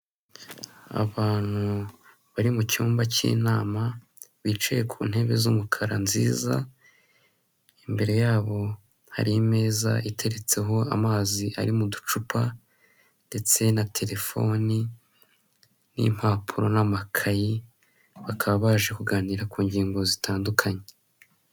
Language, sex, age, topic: Kinyarwanda, male, 18-24, government